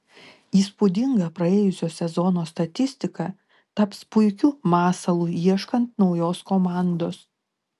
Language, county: Lithuanian, Klaipėda